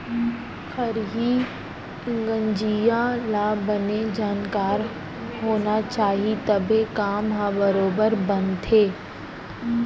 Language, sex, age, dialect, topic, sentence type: Chhattisgarhi, female, 60-100, Central, agriculture, statement